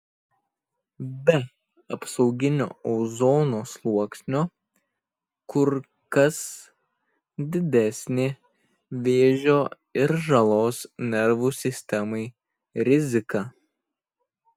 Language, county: Lithuanian, Kaunas